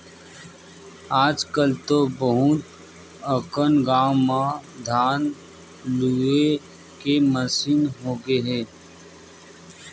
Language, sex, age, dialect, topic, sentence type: Chhattisgarhi, male, 18-24, Western/Budati/Khatahi, agriculture, statement